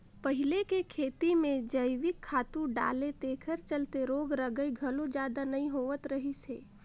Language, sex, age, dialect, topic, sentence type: Chhattisgarhi, female, 25-30, Northern/Bhandar, agriculture, statement